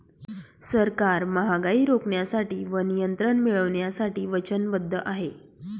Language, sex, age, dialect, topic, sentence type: Marathi, female, 46-50, Northern Konkan, banking, statement